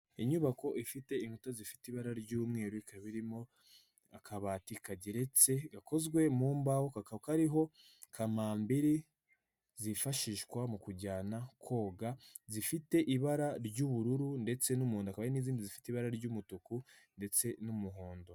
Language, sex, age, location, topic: Kinyarwanda, male, 18-24, Nyagatare, finance